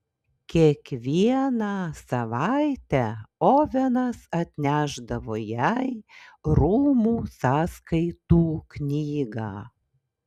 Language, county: Lithuanian, Šiauliai